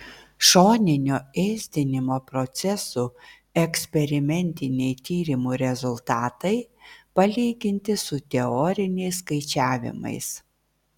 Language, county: Lithuanian, Vilnius